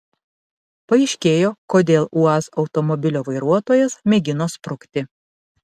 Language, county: Lithuanian, Panevėžys